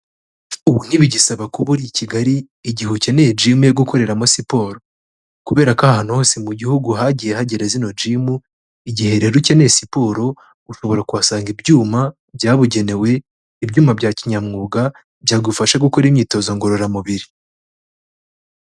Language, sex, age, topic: Kinyarwanda, male, 18-24, health